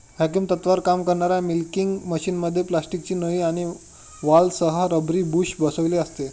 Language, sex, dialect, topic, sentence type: Marathi, male, Standard Marathi, agriculture, statement